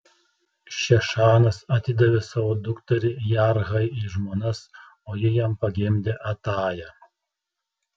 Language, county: Lithuanian, Telšiai